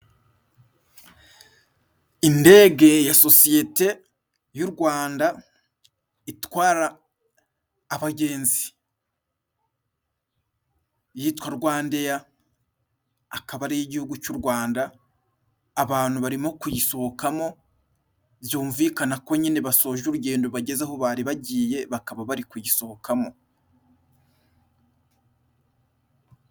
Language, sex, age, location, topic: Kinyarwanda, male, 25-35, Musanze, government